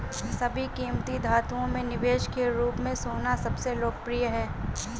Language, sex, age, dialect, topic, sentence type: Hindi, female, 18-24, Marwari Dhudhari, banking, statement